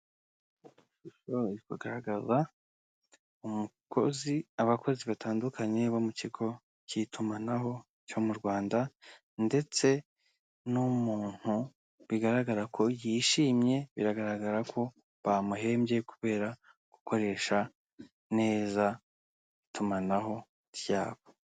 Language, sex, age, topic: Kinyarwanda, male, 25-35, finance